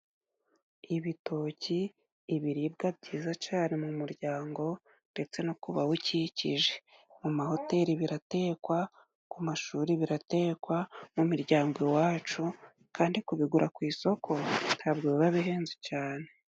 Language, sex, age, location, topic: Kinyarwanda, female, 25-35, Musanze, finance